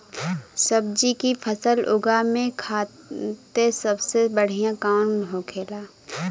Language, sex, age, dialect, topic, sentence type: Bhojpuri, female, 18-24, Western, agriculture, question